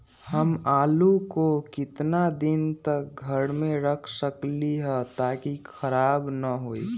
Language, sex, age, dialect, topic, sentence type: Magahi, male, 18-24, Western, agriculture, question